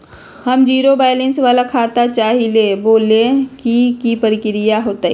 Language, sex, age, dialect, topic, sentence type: Magahi, female, 36-40, Western, banking, question